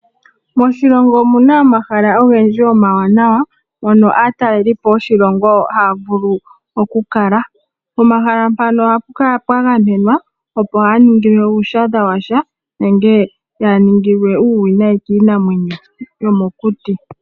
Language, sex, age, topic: Oshiwambo, female, 18-24, agriculture